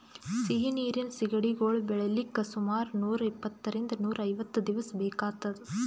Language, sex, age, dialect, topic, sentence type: Kannada, female, 18-24, Northeastern, agriculture, statement